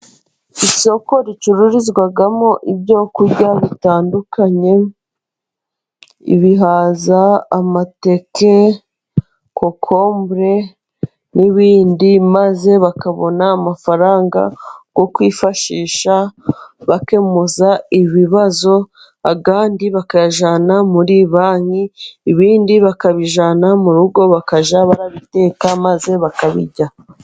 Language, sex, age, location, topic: Kinyarwanda, female, 18-24, Musanze, finance